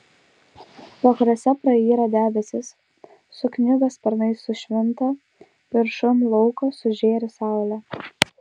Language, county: Lithuanian, Kaunas